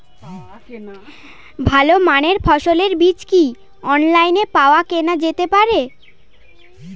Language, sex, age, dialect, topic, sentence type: Bengali, female, 18-24, Standard Colloquial, agriculture, question